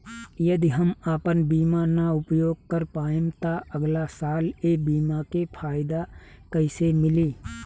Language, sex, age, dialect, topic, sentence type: Bhojpuri, male, 36-40, Southern / Standard, banking, question